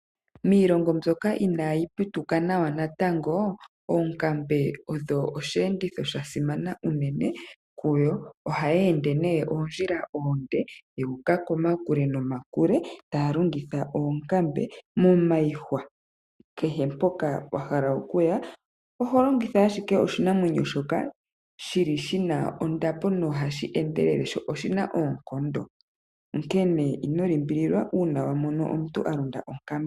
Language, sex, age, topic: Oshiwambo, female, 25-35, agriculture